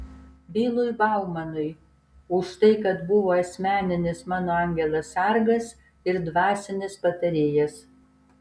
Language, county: Lithuanian, Kaunas